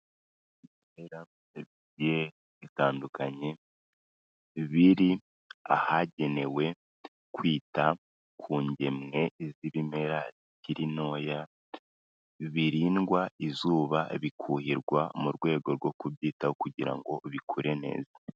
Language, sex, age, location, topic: Kinyarwanda, female, 25-35, Kigali, health